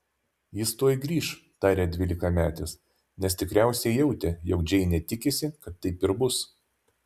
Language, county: Lithuanian, Vilnius